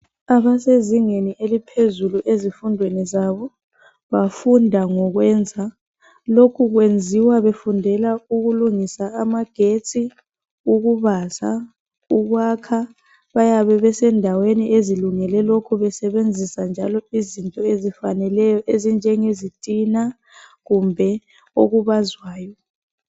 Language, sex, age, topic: North Ndebele, female, 25-35, education